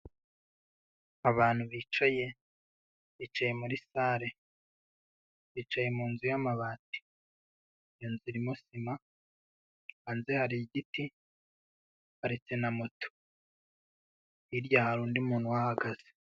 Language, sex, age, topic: Kinyarwanda, male, 25-35, health